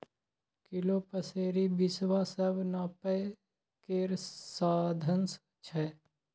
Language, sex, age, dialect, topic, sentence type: Maithili, male, 18-24, Bajjika, agriculture, statement